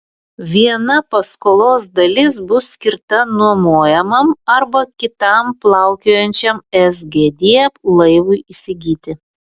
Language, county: Lithuanian, Vilnius